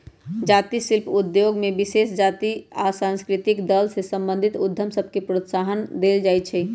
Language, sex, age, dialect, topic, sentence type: Magahi, male, 18-24, Western, banking, statement